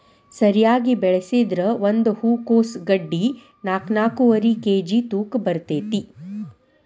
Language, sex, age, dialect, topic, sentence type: Kannada, female, 36-40, Dharwad Kannada, agriculture, statement